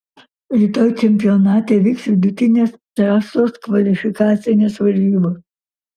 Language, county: Lithuanian, Kaunas